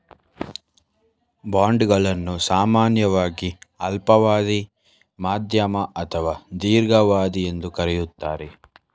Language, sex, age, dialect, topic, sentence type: Kannada, male, 18-24, Mysore Kannada, banking, statement